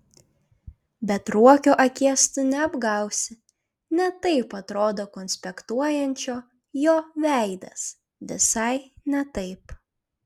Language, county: Lithuanian, Šiauliai